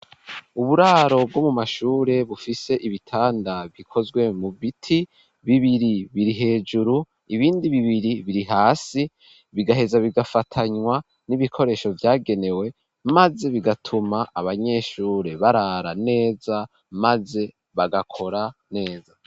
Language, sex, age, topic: Rundi, male, 18-24, education